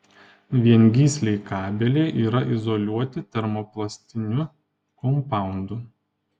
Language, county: Lithuanian, Panevėžys